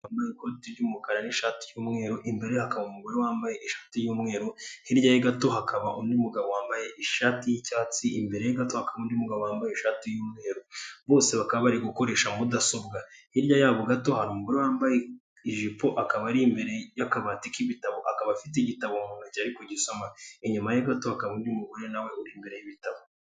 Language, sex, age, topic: Kinyarwanda, male, 18-24, government